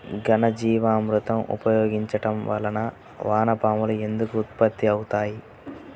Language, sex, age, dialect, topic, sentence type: Telugu, male, 31-35, Central/Coastal, agriculture, question